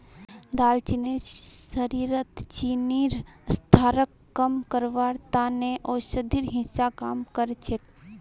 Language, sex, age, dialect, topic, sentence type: Magahi, female, 18-24, Northeastern/Surjapuri, agriculture, statement